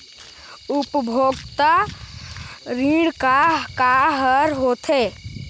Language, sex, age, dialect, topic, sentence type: Chhattisgarhi, male, 51-55, Eastern, banking, question